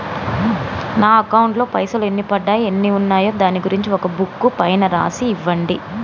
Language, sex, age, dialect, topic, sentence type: Telugu, female, 25-30, Telangana, banking, question